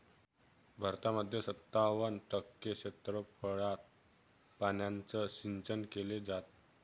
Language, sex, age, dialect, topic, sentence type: Marathi, male, 18-24, Northern Konkan, agriculture, statement